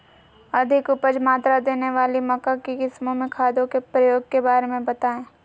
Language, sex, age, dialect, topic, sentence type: Magahi, female, 18-24, Southern, agriculture, question